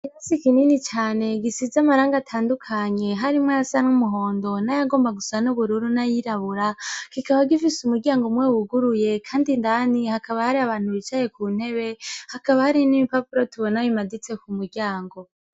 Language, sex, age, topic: Rundi, female, 18-24, education